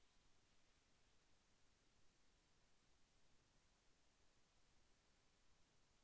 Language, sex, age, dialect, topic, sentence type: Telugu, male, 25-30, Central/Coastal, agriculture, question